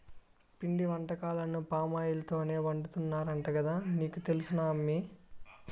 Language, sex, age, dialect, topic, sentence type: Telugu, male, 31-35, Southern, agriculture, statement